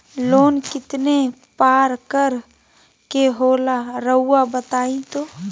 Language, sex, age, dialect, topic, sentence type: Magahi, female, 31-35, Southern, banking, question